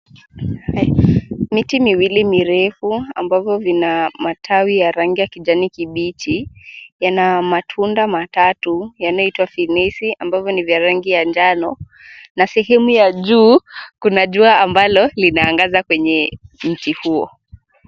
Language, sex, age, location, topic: Swahili, male, 18-24, Nairobi, government